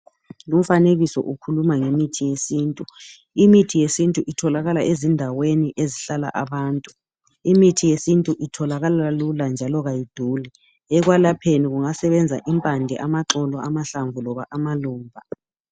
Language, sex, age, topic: North Ndebele, male, 36-49, health